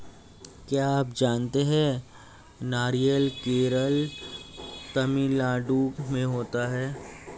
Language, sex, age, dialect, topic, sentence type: Hindi, male, 25-30, Hindustani Malvi Khadi Boli, agriculture, statement